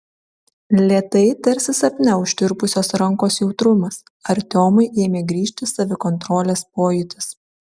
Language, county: Lithuanian, Šiauliai